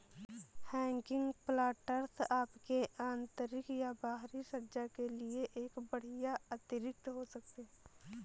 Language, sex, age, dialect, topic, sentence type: Hindi, female, 18-24, Awadhi Bundeli, agriculture, statement